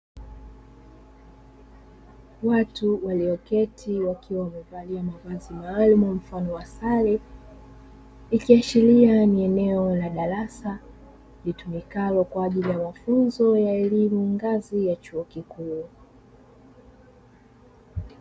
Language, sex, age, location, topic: Swahili, female, 25-35, Dar es Salaam, education